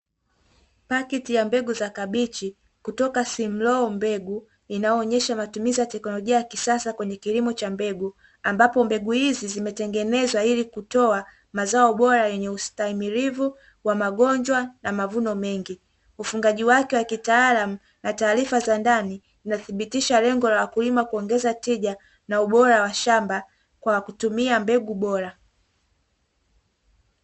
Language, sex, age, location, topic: Swahili, female, 25-35, Dar es Salaam, agriculture